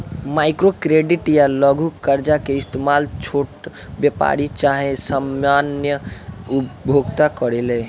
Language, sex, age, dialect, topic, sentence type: Bhojpuri, male, <18, Southern / Standard, banking, statement